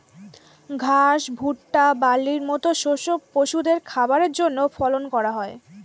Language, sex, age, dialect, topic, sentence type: Bengali, female, <18, Standard Colloquial, agriculture, statement